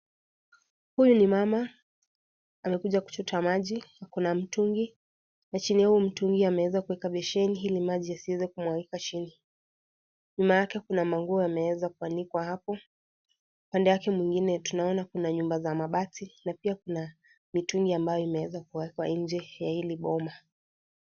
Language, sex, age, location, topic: Swahili, female, 18-24, Kisii, health